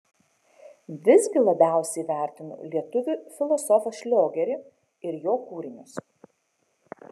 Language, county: Lithuanian, Kaunas